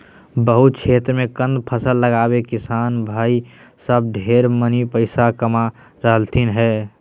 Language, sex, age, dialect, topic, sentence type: Magahi, male, 18-24, Southern, agriculture, statement